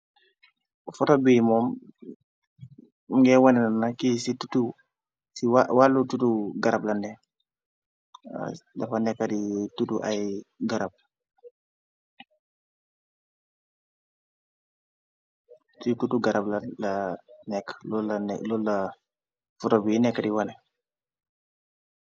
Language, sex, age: Wolof, male, 25-35